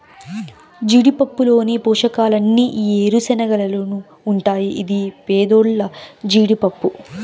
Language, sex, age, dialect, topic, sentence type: Telugu, female, 18-24, Southern, agriculture, statement